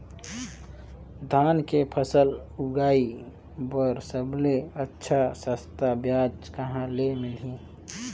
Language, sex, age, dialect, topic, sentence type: Chhattisgarhi, male, 18-24, Northern/Bhandar, agriculture, question